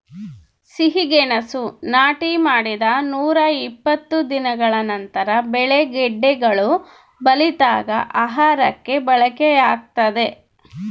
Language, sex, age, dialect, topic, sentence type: Kannada, female, 36-40, Central, agriculture, statement